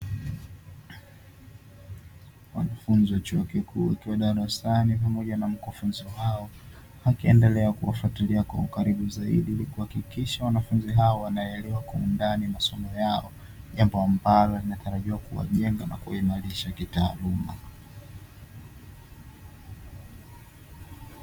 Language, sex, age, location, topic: Swahili, male, 18-24, Dar es Salaam, education